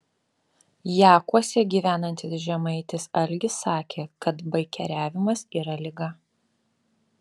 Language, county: Lithuanian, Alytus